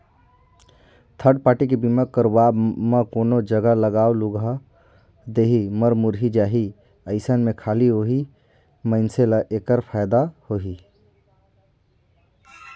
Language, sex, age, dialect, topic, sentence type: Chhattisgarhi, male, 18-24, Northern/Bhandar, banking, statement